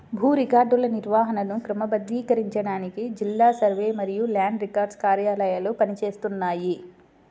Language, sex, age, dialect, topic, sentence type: Telugu, female, 25-30, Central/Coastal, agriculture, statement